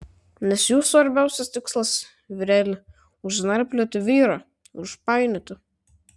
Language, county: Lithuanian, Šiauliai